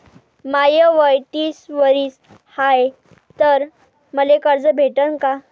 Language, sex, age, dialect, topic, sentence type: Marathi, female, 18-24, Varhadi, banking, question